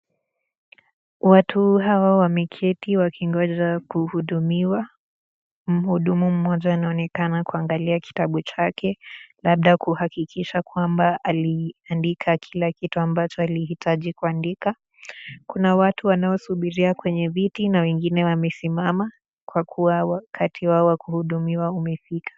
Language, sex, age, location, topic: Swahili, female, 18-24, Nakuru, health